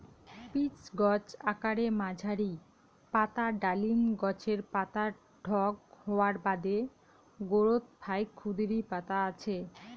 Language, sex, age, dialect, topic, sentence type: Bengali, female, 31-35, Rajbangshi, agriculture, statement